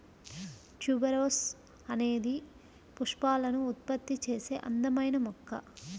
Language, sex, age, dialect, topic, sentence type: Telugu, female, 25-30, Central/Coastal, agriculture, statement